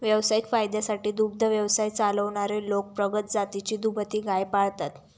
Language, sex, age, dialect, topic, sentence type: Marathi, female, 18-24, Standard Marathi, agriculture, statement